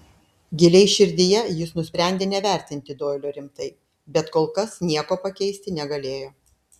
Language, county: Lithuanian, Klaipėda